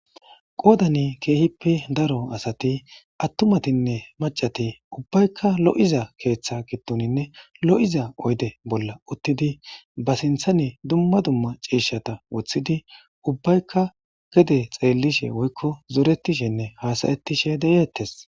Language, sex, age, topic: Gamo, male, 25-35, government